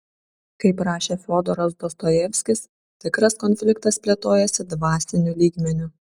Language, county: Lithuanian, Šiauliai